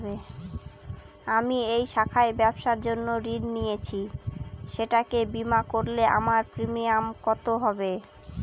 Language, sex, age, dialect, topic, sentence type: Bengali, female, 18-24, Northern/Varendri, banking, question